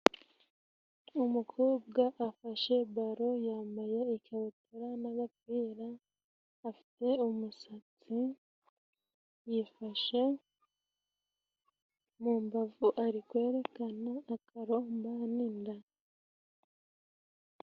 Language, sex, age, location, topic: Kinyarwanda, female, 25-35, Musanze, government